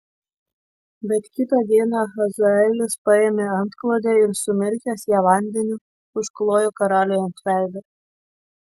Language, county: Lithuanian, Kaunas